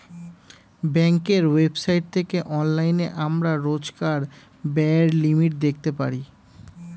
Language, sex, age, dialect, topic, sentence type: Bengali, male, 25-30, Standard Colloquial, banking, statement